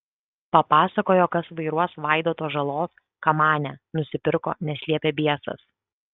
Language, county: Lithuanian, Kaunas